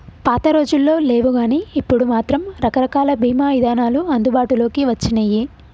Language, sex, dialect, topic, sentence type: Telugu, female, Telangana, banking, statement